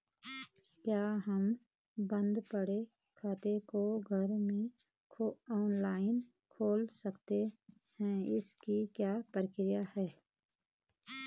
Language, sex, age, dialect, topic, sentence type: Hindi, female, 36-40, Garhwali, banking, question